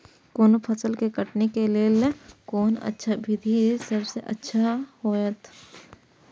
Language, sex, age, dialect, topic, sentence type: Maithili, female, 41-45, Eastern / Thethi, agriculture, question